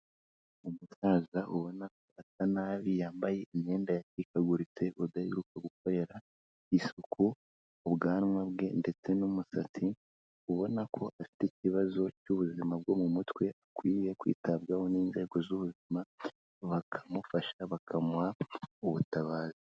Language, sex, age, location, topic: Kinyarwanda, female, 25-35, Kigali, health